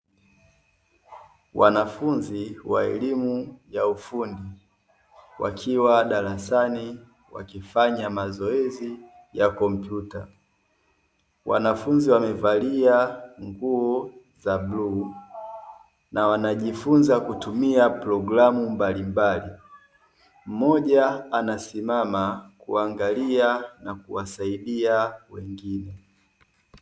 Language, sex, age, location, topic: Swahili, male, 18-24, Dar es Salaam, education